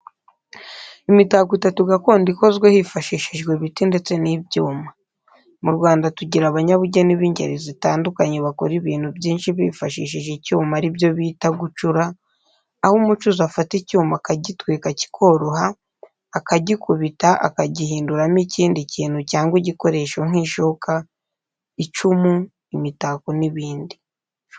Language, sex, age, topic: Kinyarwanda, female, 25-35, education